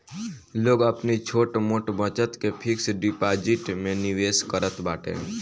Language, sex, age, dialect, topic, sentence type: Bhojpuri, male, <18, Northern, banking, statement